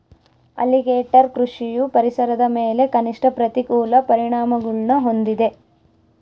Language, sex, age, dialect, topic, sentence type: Kannada, female, 25-30, Central, agriculture, statement